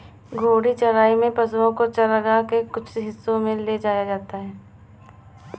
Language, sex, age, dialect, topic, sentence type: Hindi, female, 18-24, Awadhi Bundeli, agriculture, statement